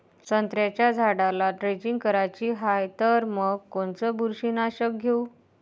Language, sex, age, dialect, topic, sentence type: Marathi, female, 18-24, Varhadi, agriculture, question